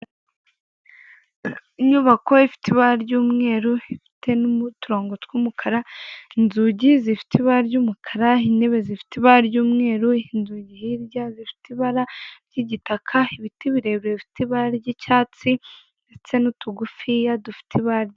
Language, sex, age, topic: Kinyarwanda, female, 18-24, finance